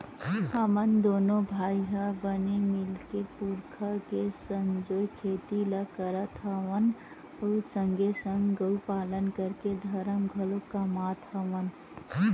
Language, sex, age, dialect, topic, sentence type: Chhattisgarhi, female, 25-30, Western/Budati/Khatahi, agriculture, statement